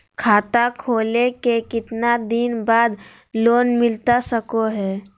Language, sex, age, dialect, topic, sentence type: Magahi, female, 18-24, Southern, banking, question